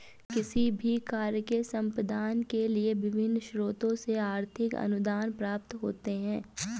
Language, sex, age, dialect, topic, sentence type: Hindi, female, 25-30, Awadhi Bundeli, banking, statement